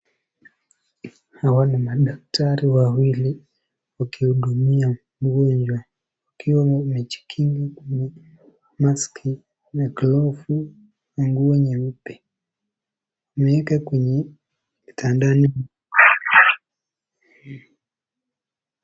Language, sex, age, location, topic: Swahili, female, 18-24, Nakuru, health